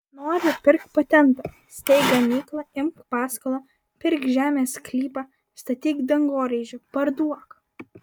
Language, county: Lithuanian, Vilnius